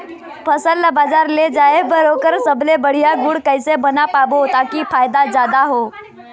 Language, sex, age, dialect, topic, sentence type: Chhattisgarhi, female, 18-24, Eastern, agriculture, question